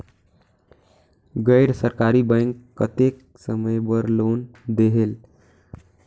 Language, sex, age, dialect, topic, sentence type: Chhattisgarhi, male, 18-24, Northern/Bhandar, banking, question